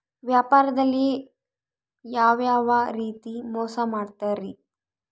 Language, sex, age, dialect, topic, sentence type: Kannada, female, 51-55, Central, agriculture, question